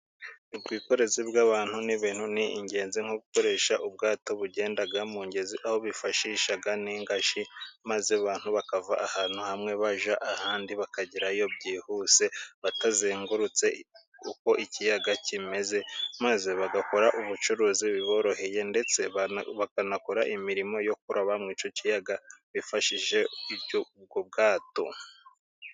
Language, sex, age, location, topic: Kinyarwanda, male, 25-35, Musanze, government